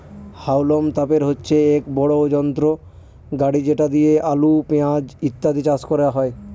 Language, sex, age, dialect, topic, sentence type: Bengali, male, 18-24, Northern/Varendri, agriculture, statement